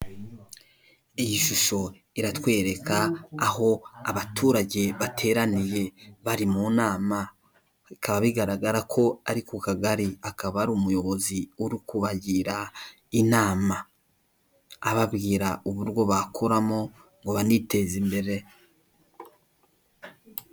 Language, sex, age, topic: Kinyarwanda, male, 18-24, government